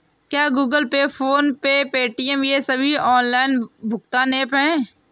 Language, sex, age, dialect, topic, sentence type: Hindi, female, 18-24, Awadhi Bundeli, banking, question